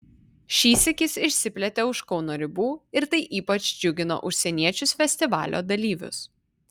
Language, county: Lithuanian, Vilnius